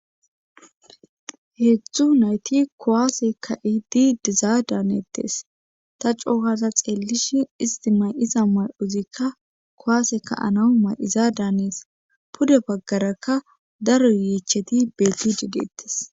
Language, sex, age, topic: Gamo, female, 25-35, government